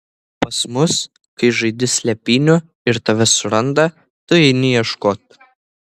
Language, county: Lithuanian, Vilnius